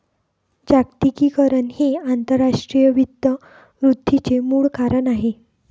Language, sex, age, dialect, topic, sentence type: Marathi, female, 60-100, Northern Konkan, banking, statement